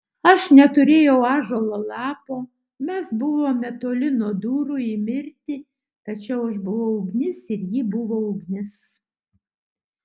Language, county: Lithuanian, Utena